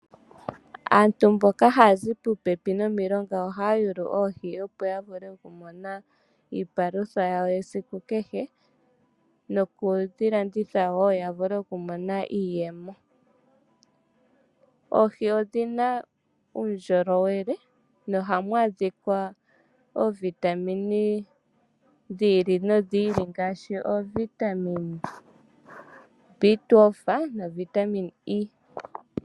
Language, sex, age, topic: Oshiwambo, female, 25-35, agriculture